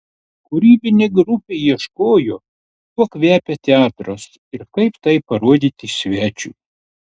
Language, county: Lithuanian, Klaipėda